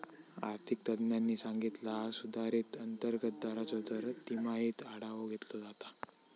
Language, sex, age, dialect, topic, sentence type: Marathi, male, 18-24, Southern Konkan, banking, statement